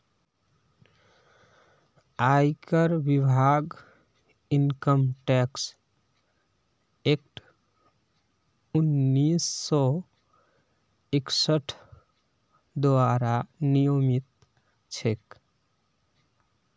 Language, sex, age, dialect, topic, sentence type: Magahi, male, 18-24, Northeastern/Surjapuri, banking, statement